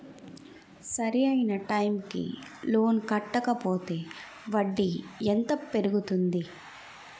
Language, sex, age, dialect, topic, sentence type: Telugu, female, 18-24, Utterandhra, banking, question